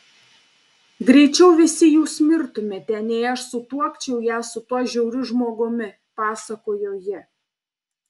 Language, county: Lithuanian, Panevėžys